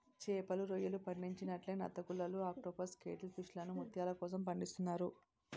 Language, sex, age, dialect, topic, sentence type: Telugu, female, 36-40, Utterandhra, agriculture, statement